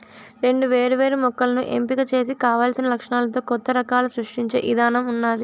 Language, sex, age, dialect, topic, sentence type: Telugu, female, 25-30, Southern, agriculture, statement